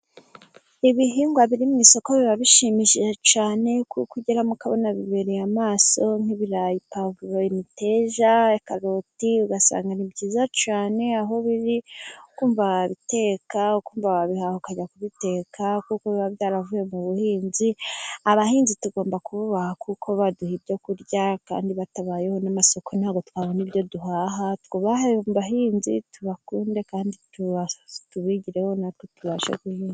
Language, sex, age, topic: Kinyarwanda, female, 25-35, agriculture